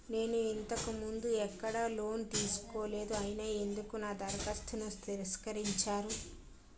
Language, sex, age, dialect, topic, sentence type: Telugu, female, 18-24, Utterandhra, banking, question